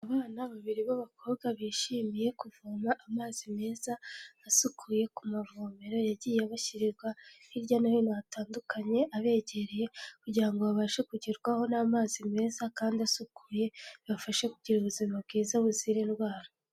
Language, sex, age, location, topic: Kinyarwanda, female, 18-24, Kigali, health